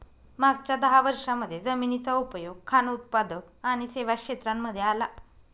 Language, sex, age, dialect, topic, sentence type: Marathi, female, 25-30, Northern Konkan, agriculture, statement